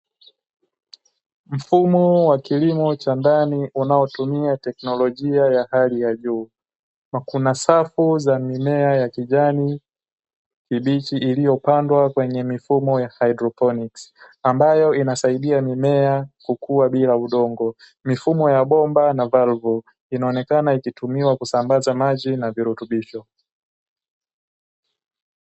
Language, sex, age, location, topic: Swahili, male, 18-24, Dar es Salaam, agriculture